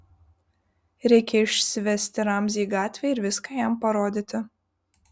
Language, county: Lithuanian, Vilnius